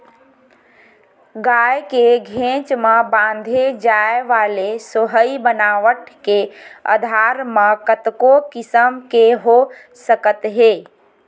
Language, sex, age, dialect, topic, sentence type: Chhattisgarhi, female, 25-30, Western/Budati/Khatahi, agriculture, statement